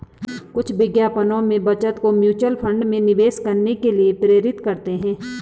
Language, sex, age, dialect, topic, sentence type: Hindi, female, 31-35, Garhwali, banking, statement